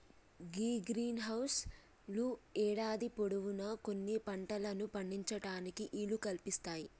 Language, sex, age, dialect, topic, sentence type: Telugu, female, 18-24, Telangana, agriculture, statement